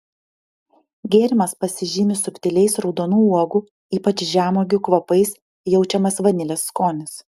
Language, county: Lithuanian, Panevėžys